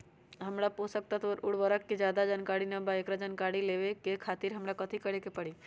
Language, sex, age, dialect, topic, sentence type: Magahi, female, 31-35, Western, agriculture, question